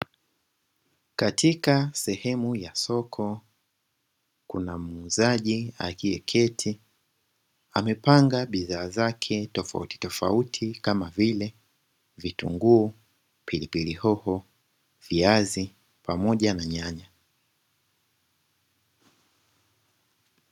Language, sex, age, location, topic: Swahili, male, 18-24, Dar es Salaam, finance